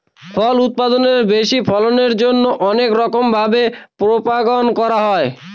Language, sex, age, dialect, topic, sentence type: Bengali, male, 41-45, Northern/Varendri, agriculture, statement